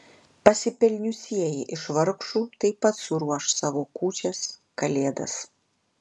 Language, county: Lithuanian, Klaipėda